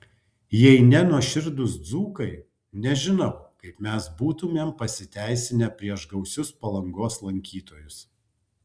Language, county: Lithuanian, Kaunas